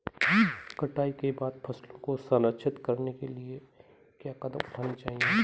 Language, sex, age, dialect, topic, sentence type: Hindi, male, 25-30, Marwari Dhudhari, agriculture, question